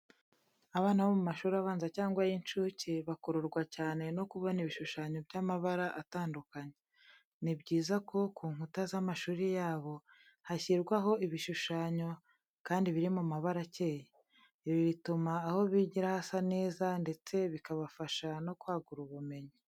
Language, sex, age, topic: Kinyarwanda, female, 36-49, education